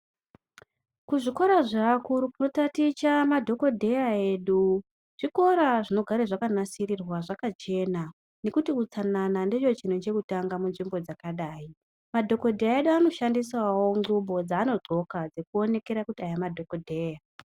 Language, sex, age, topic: Ndau, male, 25-35, education